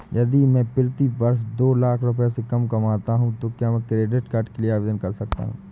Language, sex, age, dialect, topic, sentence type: Hindi, male, 25-30, Awadhi Bundeli, banking, question